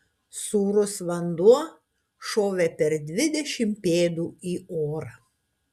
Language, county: Lithuanian, Kaunas